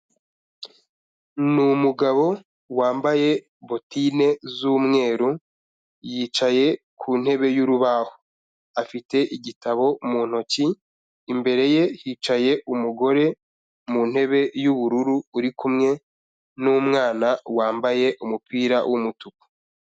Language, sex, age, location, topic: Kinyarwanda, male, 25-35, Kigali, health